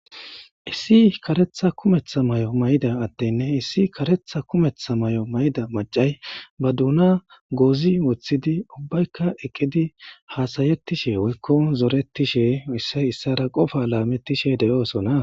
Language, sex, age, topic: Gamo, male, 18-24, government